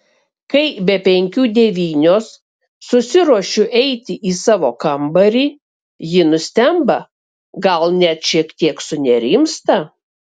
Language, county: Lithuanian, Kaunas